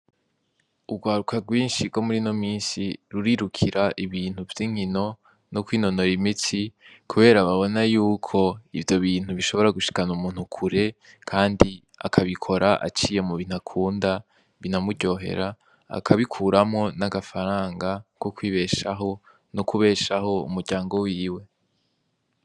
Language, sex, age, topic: Rundi, male, 18-24, education